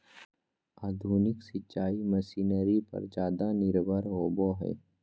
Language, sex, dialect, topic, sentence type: Magahi, male, Southern, agriculture, statement